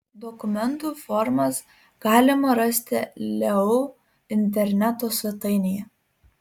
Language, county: Lithuanian, Kaunas